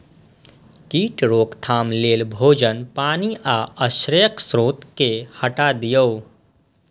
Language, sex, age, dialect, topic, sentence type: Maithili, male, 25-30, Eastern / Thethi, agriculture, statement